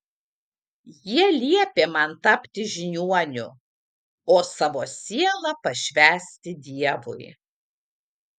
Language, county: Lithuanian, Kaunas